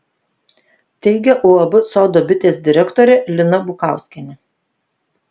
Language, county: Lithuanian, Vilnius